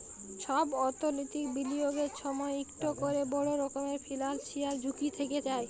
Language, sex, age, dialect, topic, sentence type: Bengali, female, 31-35, Jharkhandi, banking, statement